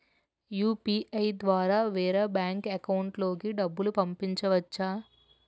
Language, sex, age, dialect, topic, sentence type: Telugu, female, 18-24, Utterandhra, banking, question